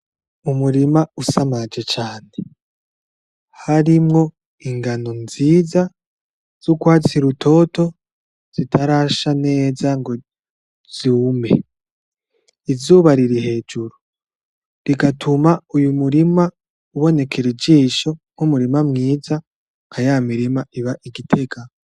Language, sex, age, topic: Rundi, male, 18-24, agriculture